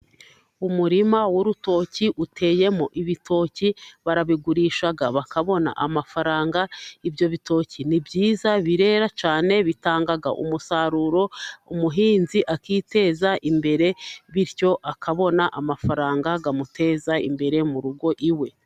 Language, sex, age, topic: Kinyarwanda, female, 36-49, agriculture